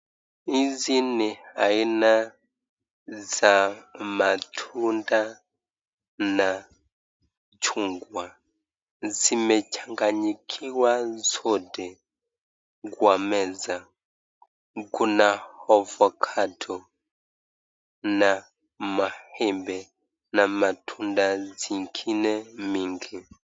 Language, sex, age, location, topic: Swahili, male, 25-35, Nakuru, finance